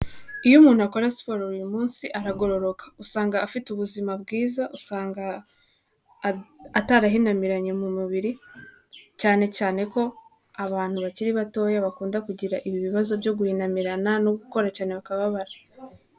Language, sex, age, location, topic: Kinyarwanda, female, 18-24, Kigali, health